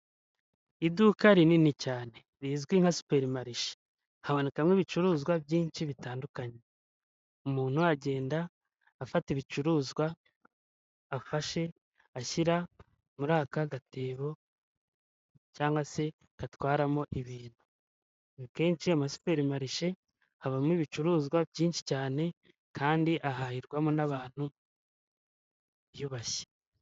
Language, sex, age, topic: Kinyarwanda, male, 25-35, finance